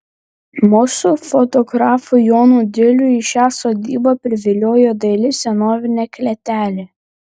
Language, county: Lithuanian, Panevėžys